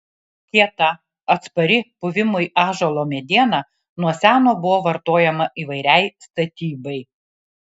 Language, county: Lithuanian, Kaunas